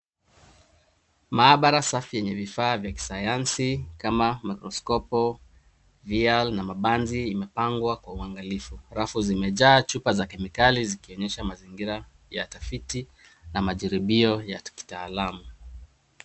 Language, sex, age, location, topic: Swahili, male, 36-49, Nairobi, education